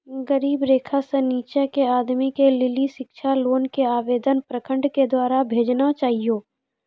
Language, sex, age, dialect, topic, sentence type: Maithili, female, 18-24, Angika, banking, question